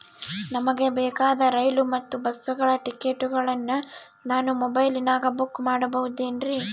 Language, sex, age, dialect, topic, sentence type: Kannada, female, 18-24, Central, banking, question